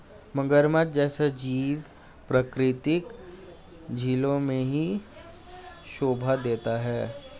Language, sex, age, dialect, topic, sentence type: Hindi, male, 18-24, Hindustani Malvi Khadi Boli, agriculture, statement